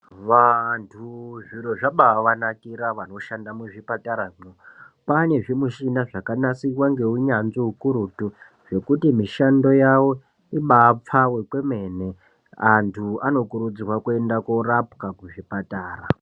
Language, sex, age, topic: Ndau, female, 18-24, health